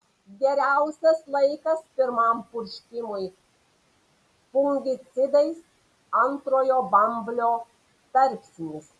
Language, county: Lithuanian, Panevėžys